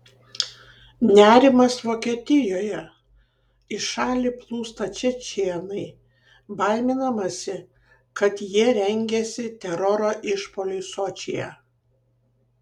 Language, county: Lithuanian, Kaunas